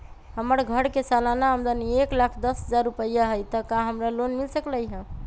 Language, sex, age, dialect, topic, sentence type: Magahi, male, 25-30, Western, banking, question